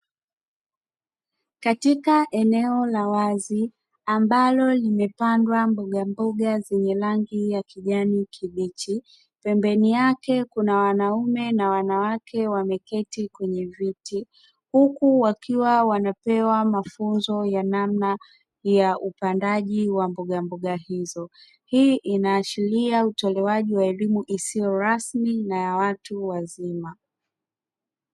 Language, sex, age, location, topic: Swahili, female, 25-35, Dar es Salaam, education